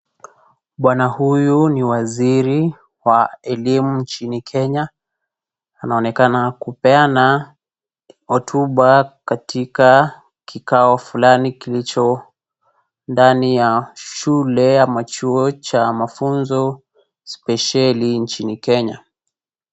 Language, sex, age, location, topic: Swahili, female, 25-35, Kisii, education